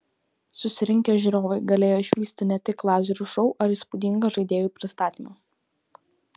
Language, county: Lithuanian, Kaunas